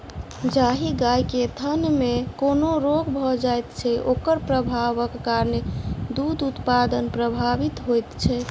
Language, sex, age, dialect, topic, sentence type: Maithili, male, 31-35, Southern/Standard, agriculture, statement